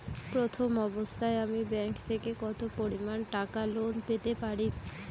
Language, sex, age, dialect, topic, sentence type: Bengali, female, 18-24, Rajbangshi, banking, question